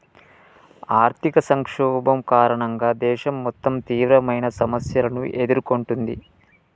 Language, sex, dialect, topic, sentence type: Telugu, male, Telangana, banking, statement